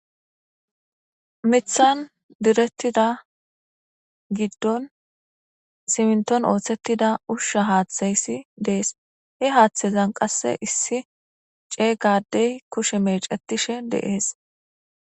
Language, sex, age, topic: Gamo, female, 18-24, government